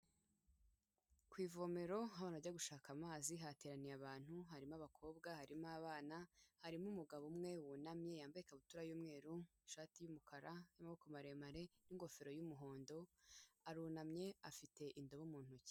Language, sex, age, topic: Kinyarwanda, female, 18-24, health